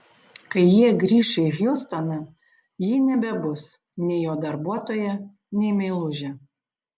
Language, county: Lithuanian, Panevėžys